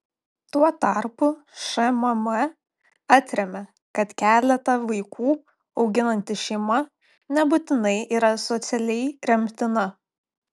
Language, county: Lithuanian, Panevėžys